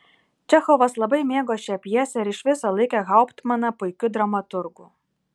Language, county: Lithuanian, Kaunas